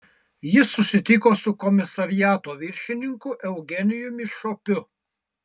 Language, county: Lithuanian, Kaunas